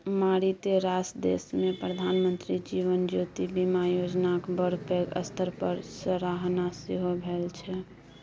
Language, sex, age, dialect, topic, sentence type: Maithili, female, 18-24, Bajjika, banking, statement